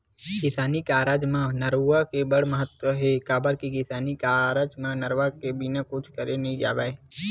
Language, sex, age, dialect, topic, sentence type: Chhattisgarhi, male, 60-100, Western/Budati/Khatahi, agriculture, statement